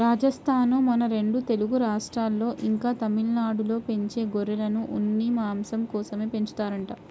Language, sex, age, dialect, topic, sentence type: Telugu, female, 18-24, Central/Coastal, agriculture, statement